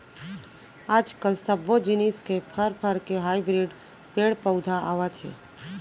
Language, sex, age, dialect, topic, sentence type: Chhattisgarhi, female, 41-45, Central, agriculture, statement